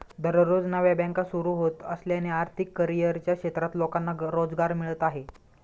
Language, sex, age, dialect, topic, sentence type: Marathi, male, 25-30, Standard Marathi, banking, statement